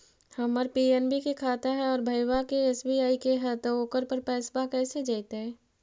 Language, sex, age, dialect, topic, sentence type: Magahi, female, 41-45, Central/Standard, banking, question